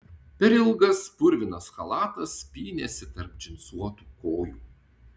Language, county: Lithuanian, Tauragė